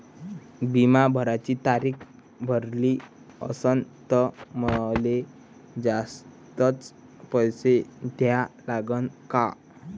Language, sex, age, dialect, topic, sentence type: Marathi, male, 18-24, Varhadi, banking, question